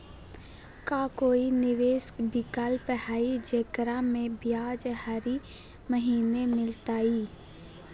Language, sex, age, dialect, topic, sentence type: Magahi, female, 18-24, Southern, banking, question